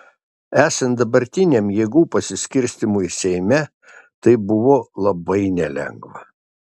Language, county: Lithuanian, Šiauliai